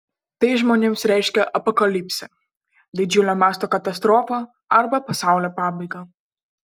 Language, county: Lithuanian, Panevėžys